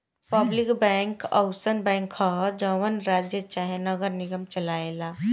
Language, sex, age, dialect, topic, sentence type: Bhojpuri, female, 18-24, Southern / Standard, banking, statement